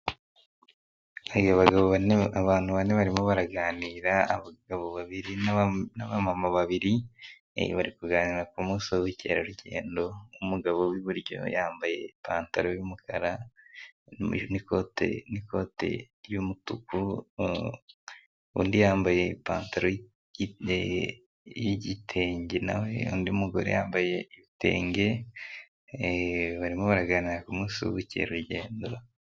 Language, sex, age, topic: Kinyarwanda, male, 18-24, government